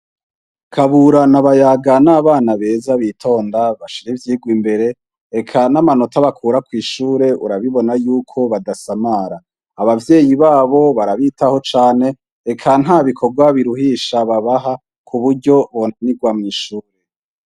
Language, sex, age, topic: Rundi, male, 25-35, education